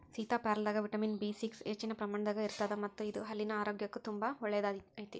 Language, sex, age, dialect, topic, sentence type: Kannada, female, 41-45, Dharwad Kannada, agriculture, statement